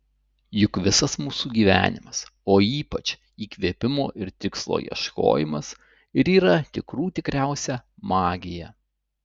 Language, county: Lithuanian, Utena